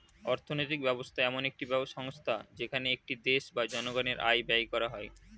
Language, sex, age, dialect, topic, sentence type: Bengali, male, 18-24, Standard Colloquial, banking, statement